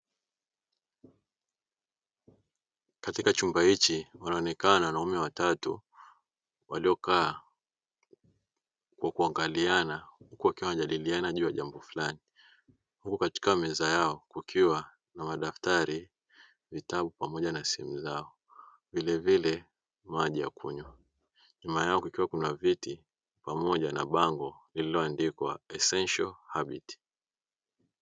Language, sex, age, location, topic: Swahili, male, 25-35, Dar es Salaam, education